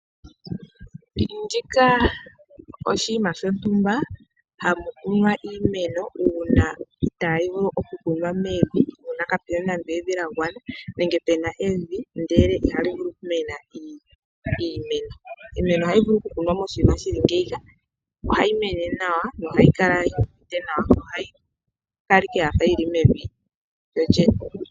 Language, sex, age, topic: Oshiwambo, female, 18-24, agriculture